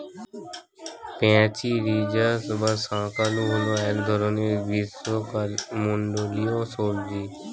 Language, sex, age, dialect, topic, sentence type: Bengali, male, <18, Standard Colloquial, agriculture, statement